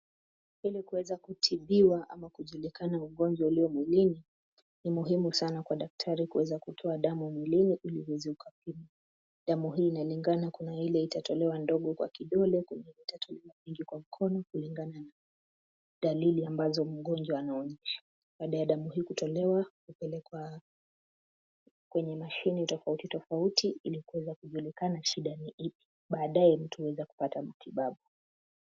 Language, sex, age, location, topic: Swahili, female, 25-35, Nairobi, health